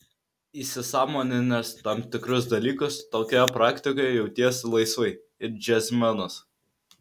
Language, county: Lithuanian, Vilnius